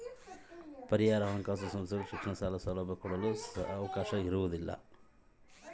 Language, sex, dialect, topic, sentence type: Kannada, male, Central, banking, question